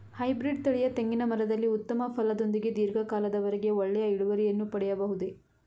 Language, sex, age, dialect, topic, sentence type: Kannada, female, 25-30, Mysore Kannada, agriculture, question